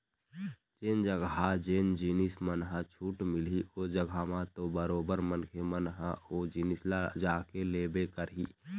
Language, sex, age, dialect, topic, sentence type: Chhattisgarhi, male, 18-24, Eastern, banking, statement